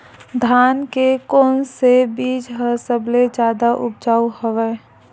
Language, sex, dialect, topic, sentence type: Chhattisgarhi, female, Western/Budati/Khatahi, agriculture, question